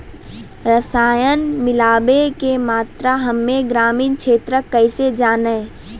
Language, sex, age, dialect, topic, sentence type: Maithili, female, 18-24, Angika, agriculture, question